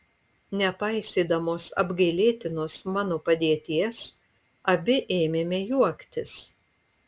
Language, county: Lithuanian, Panevėžys